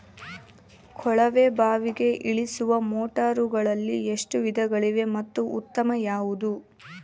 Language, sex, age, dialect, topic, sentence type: Kannada, female, 18-24, Central, agriculture, question